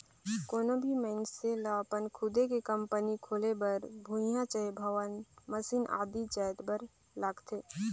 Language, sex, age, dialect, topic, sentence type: Chhattisgarhi, female, 25-30, Northern/Bhandar, banking, statement